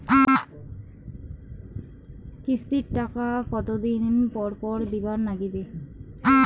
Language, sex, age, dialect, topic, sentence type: Bengali, female, 25-30, Rajbangshi, banking, question